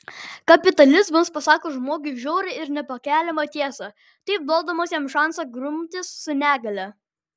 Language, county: Lithuanian, Vilnius